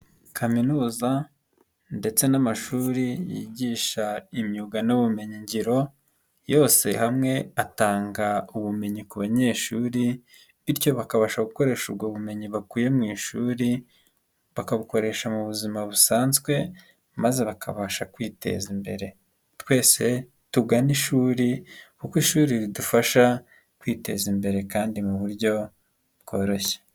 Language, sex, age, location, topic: Kinyarwanda, male, 25-35, Nyagatare, education